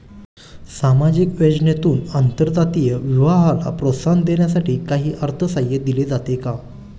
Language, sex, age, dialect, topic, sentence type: Marathi, male, 25-30, Standard Marathi, banking, question